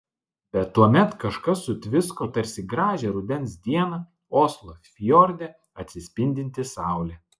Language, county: Lithuanian, Klaipėda